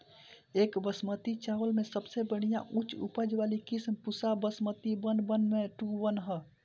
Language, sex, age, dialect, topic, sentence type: Bhojpuri, male, <18, Northern, agriculture, question